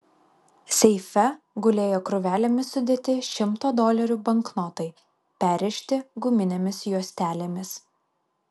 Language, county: Lithuanian, Vilnius